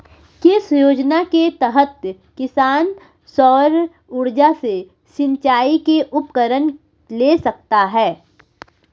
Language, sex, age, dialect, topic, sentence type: Hindi, female, 25-30, Marwari Dhudhari, agriculture, question